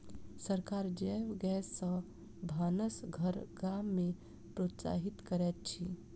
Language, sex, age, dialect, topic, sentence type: Maithili, female, 25-30, Southern/Standard, agriculture, statement